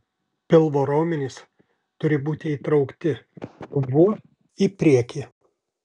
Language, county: Lithuanian, Alytus